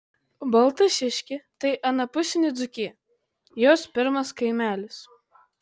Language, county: Lithuanian, Tauragė